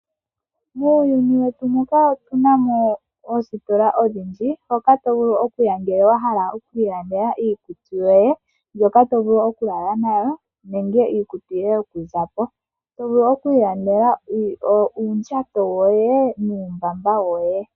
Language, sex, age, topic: Oshiwambo, female, 18-24, finance